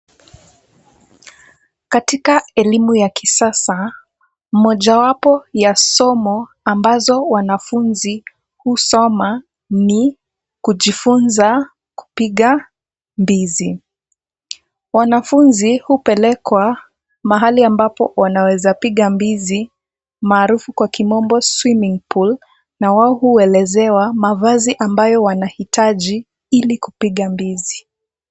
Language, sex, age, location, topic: Swahili, female, 18-24, Kisumu, education